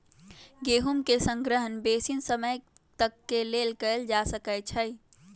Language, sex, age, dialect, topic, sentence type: Magahi, female, 18-24, Western, agriculture, statement